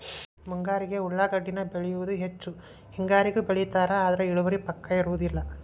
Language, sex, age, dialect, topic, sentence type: Kannada, male, 31-35, Dharwad Kannada, agriculture, statement